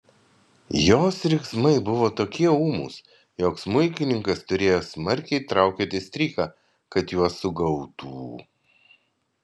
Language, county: Lithuanian, Vilnius